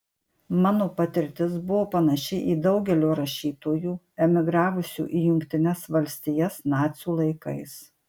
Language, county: Lithuanian, Marijampolė